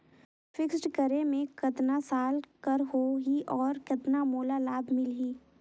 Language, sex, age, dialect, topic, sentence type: Chhattisgarhi, female, 18-24, Northern/Bhandar, banking, question